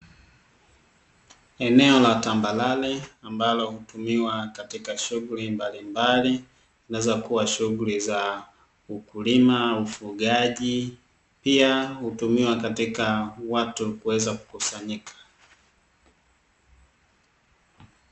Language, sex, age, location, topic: Swahili, male, 25-35, Dar es Salaam, agriculture